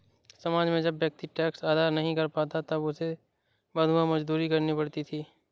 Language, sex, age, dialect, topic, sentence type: Hindi, male, 18-24, Awadhi Bundeli, banking, statement